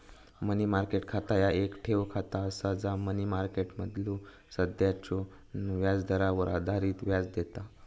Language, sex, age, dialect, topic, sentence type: Marathi, male, 18-24, Southern Konkan, banking, statement